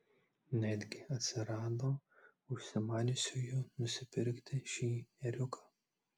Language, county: Lithuanian, Klaipėda